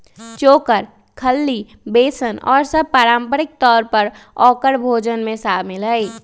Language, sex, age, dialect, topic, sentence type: Magahi, male, 25-30, Western, agriculture, statement